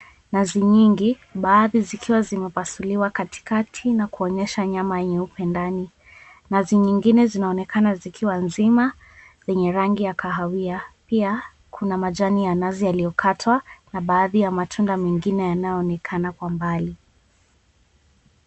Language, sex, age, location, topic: Swahili, female, 18-24, Mombasa, agriculture